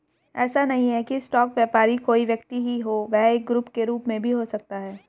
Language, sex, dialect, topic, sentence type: Hindi, female, Hindustani Malvi Khadi Boli, banking, statement